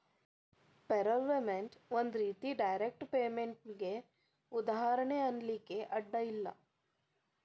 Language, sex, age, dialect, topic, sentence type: Kannada, female, 18-24, Dharwad Kannada, banking, statement